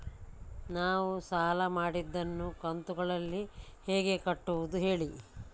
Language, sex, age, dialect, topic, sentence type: Kannada, female, 51-55, Coastal/Dakshin, banking, question